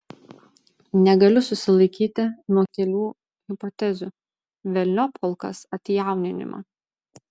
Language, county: Lithuanian, Vilnius